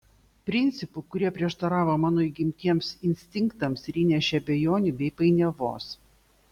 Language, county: Lithuanian, Šiauliai